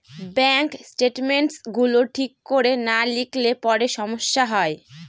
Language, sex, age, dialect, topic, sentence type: Bengali, female, 25-30, Northern/Varendri, banking, statement